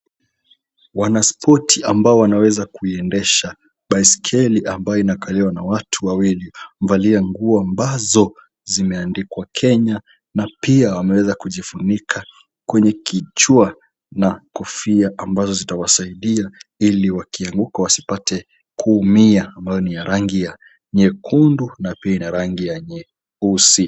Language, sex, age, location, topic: Swahili, male, 18-24, Kisumu, education